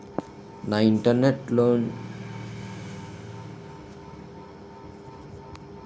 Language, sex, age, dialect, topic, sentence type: Telugu, male, 18-24, Utterandhra, banking, question